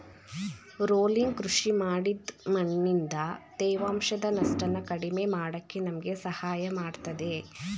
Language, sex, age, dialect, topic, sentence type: Kannada, female, 18-24, Mysore Kannada, agriculture, statement